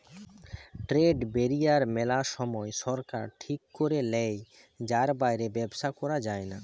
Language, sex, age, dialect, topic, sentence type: Bengali, male, 25-30, Western, banking, statement